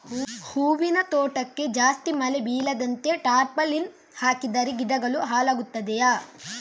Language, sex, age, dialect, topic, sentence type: Kannada, female, 56-60, Coastal/Dakshin, agriculture, question